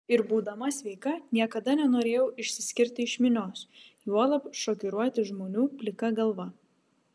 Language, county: Lithuanian, Vilnius